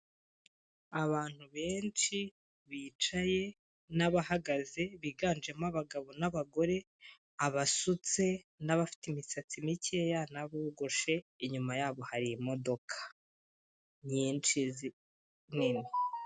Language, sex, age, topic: Kinyarwanda, female, 25-35, government